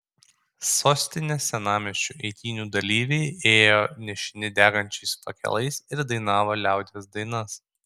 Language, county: Lithuanian, Kaunas